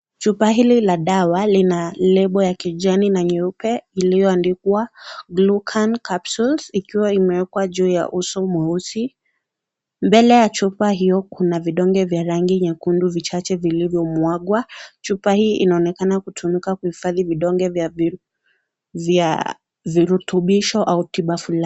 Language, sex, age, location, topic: Swahili, female, 18-24, Kisii, health